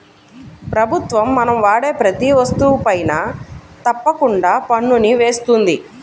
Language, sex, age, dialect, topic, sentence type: Telugu, female, 31-35, Central/Coastal, banking, statement